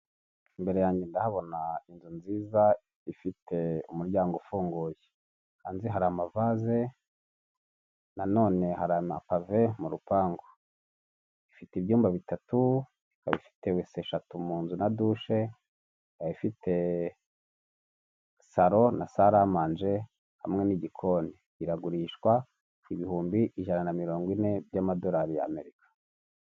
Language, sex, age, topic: Kinyarwanda, male, 18-24, finance